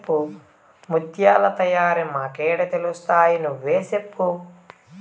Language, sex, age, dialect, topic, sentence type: Telugu, male, 18-24, Southern, agriculture, statement